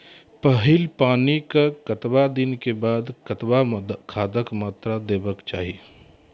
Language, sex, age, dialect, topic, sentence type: Maithili, male, 36-40, Angika, agriculture, question